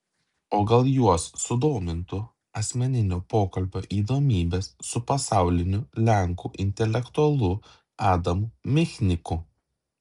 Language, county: Lithuanian, Klaipėda